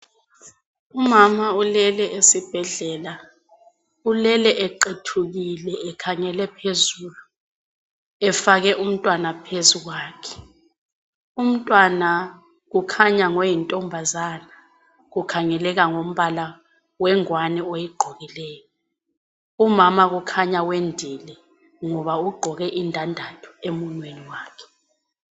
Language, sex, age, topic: North Ndebele, female, 25-35, health